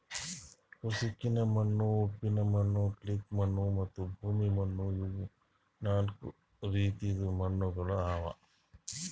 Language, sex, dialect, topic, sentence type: Kannada, male, Northeastern, agriculture, statement